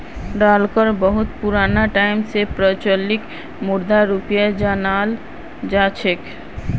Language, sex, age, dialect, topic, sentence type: Magahi, female, 18-24, Northeastern/Surjapuri, banking, statement